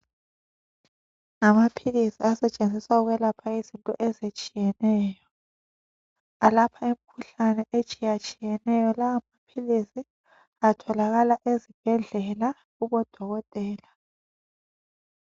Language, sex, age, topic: North Ndebele, female, 25-35, health